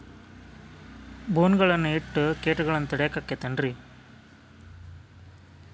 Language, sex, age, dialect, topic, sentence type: Kannada, male, 25-30, Dharwad Kannada, agriculture, question